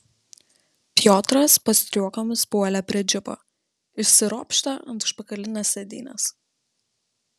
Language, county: Lithuanian, Vilnius